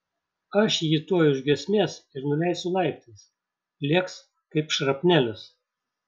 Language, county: Lithuanian, Šiauliai